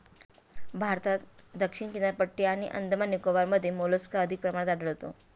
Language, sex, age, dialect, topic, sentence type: Marathi, female, 31-35, Standard Marathi, agriculture, statement